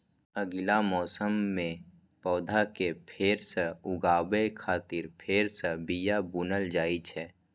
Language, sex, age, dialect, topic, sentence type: Maithili, male, 25-30, Eastern / Thethi, agriculture, statement